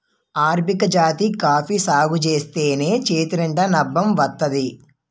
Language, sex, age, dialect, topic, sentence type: Telugu, male, 18-24, Utterandhra, agriculture, statement